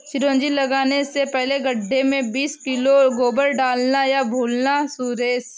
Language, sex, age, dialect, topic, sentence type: Hindi, female, 18-24, Marwari Dhudhari, agriculture, statement